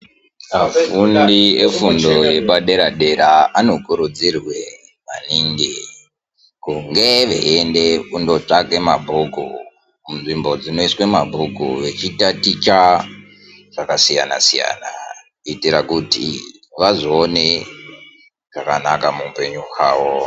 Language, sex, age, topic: Ndau, male, 18-24, education